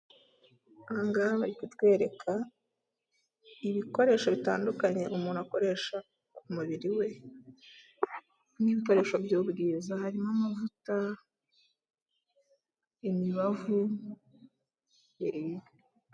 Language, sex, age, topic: Kinyarwanda, female, 18-24, finance